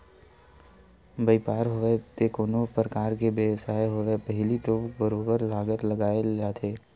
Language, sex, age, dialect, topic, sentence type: Chhattisgarhi, male, 18-24, Western/Budati/Khatahi, banking, statement